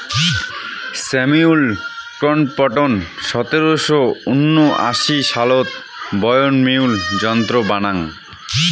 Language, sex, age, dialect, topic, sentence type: Bengali, male, 25-30, Rajbangshi, agriculture, statement